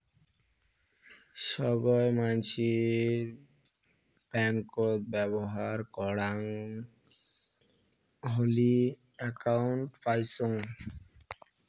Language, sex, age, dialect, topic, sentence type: Bengali, male, 60-100, Rajbangshi, banking, statement